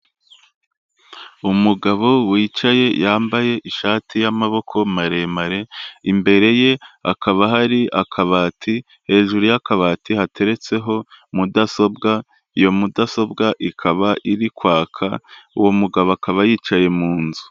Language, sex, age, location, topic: Kinyarwanda, male, 25-35, Kigali, health